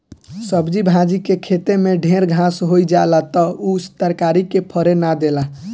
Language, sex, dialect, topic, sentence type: Bhojpuri, male, Southern / Standard, agriculture, statement